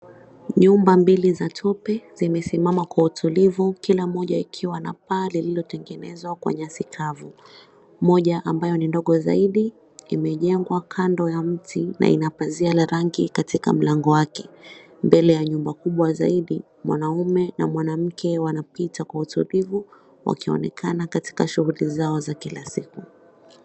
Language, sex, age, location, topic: Swahili, female, 25-35, Mombasa, government